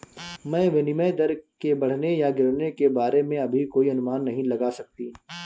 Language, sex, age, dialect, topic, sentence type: Hindi, male, 25-30, Awadhi Bundeli, banking, statement